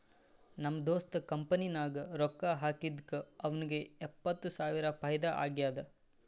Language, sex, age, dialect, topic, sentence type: Kannada, male, 18-24, Northeastern, banking, statement